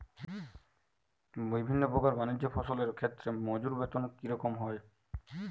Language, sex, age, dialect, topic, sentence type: Bengali, male, 18-24, Jharkhandi, agriculture, question